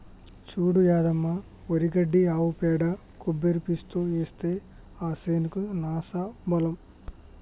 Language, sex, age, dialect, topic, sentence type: Telugu, male, 25-30, Telangana, agriculture, statement